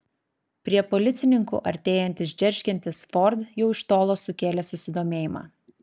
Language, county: Lithuanian, Klaipėda